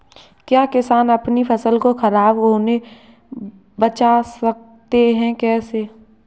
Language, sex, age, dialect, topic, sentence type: Hindi, male, 18-24, Kanauji Braj Bhasha, agriculture, question